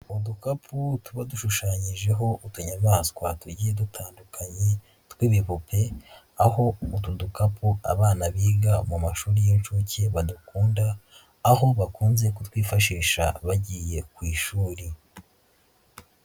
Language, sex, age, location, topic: Kinyarwanda, male, 18-24, Nyagatare, education